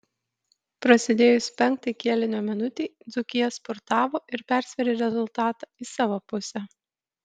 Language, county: Lithuanian, Kaunas